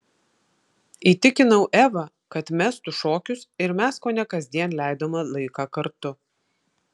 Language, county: Lithuanian, Vilnius